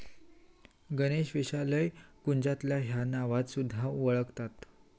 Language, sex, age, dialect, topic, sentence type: Marathi, female, 18-24, Southern Konkan, agriculture, statement